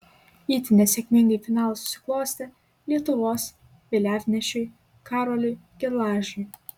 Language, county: Lithuanian, Klaipėda